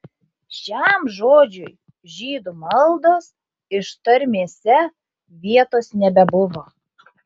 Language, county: Lithuanian, Šiauliai